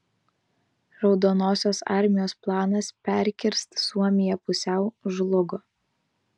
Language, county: Lithuanian, Vilnius